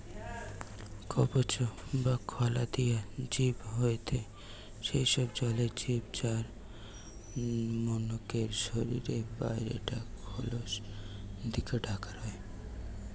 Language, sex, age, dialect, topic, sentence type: Bengali, male, 18-24, Western, agriculture, statement